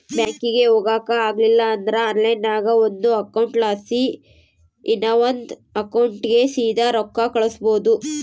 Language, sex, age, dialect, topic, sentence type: Kannada, female, 31-35, Central, banking, statement